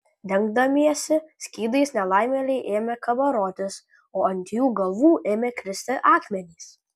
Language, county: Lithuanian, Kaunas